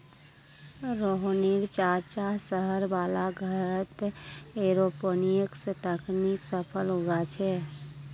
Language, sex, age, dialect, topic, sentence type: Magahi, female, 18-24, Northeastern/Surjapuri, agriculture, statement